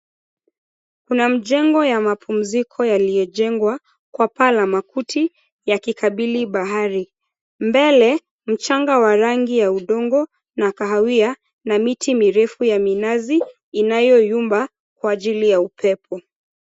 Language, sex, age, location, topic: Swahili, female, 25-35, Mombasa, government